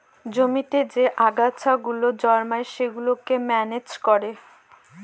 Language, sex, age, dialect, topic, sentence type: Bengali, female, 25-30, Northern/Varendri, agriculture, statement